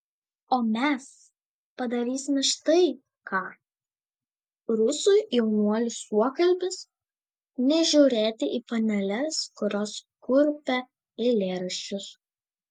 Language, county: Lithuanian, Šiauliai